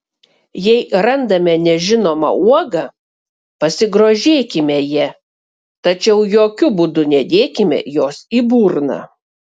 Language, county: Lithuanian, Kaunas